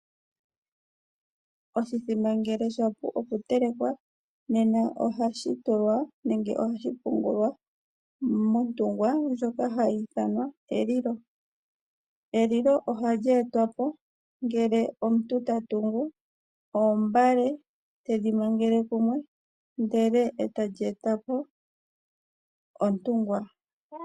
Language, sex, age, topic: Oshiwambo, female, 25-35, agriculture